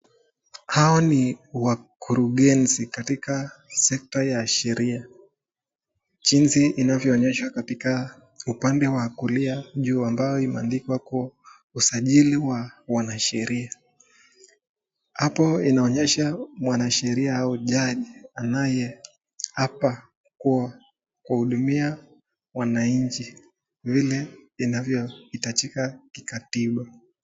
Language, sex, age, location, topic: Swahili, male, 25-35, Nakuru, government